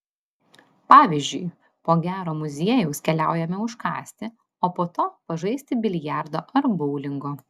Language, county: Lithuanian, Vilnius